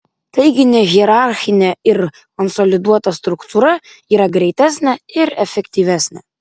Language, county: Lithuanian, Vilnius